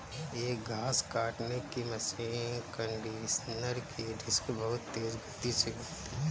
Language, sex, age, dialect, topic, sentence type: Hindi, male, 25-30, Kanauji Braj Bhasha, agriculture, statement